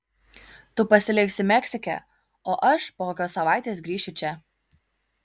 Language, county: Lithuanian, Kaunas